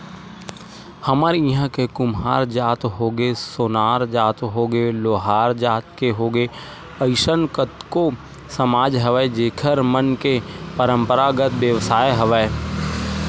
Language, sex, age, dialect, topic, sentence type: Chhattisgarhi, male, 18-24, Western/Budati/Khatahi, banking, statement